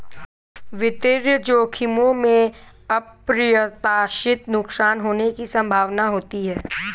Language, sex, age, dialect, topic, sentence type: Hindi, male, 18-24, Kanauji Braj Bhasha, banking, statement